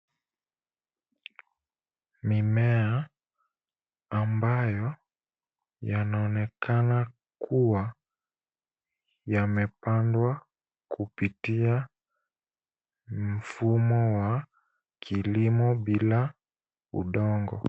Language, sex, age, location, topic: Swahili, male, 18-24, Nairobi, agriculture